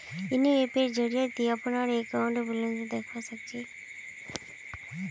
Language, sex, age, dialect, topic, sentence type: Magahi, female, 18-24, Northeastern/Surjapuri, banking, statement